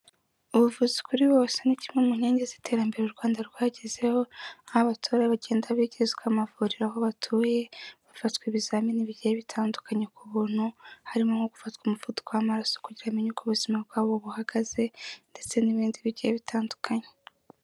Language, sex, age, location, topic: Kinyarwanda, female, 18-24, Kigali, health